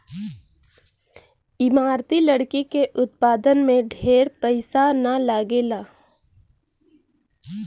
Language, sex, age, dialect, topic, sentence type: Bhojpuri, female, 18-24, Western, agriculture, statement